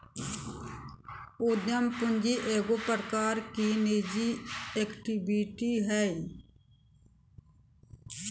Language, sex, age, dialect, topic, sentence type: Magahi, female, 41-45, Southern, banking, statement